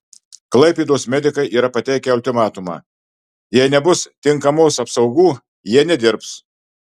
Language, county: Lithuanian, Marijampolė